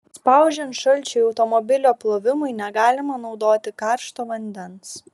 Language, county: Lithuanian, Šiauliai